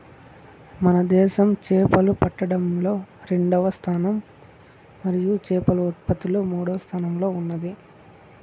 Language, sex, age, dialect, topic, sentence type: Telugu, male, 25-30, Southern, agriculture, statement